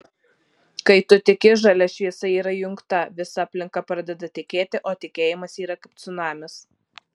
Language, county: Lithuanian, Alytus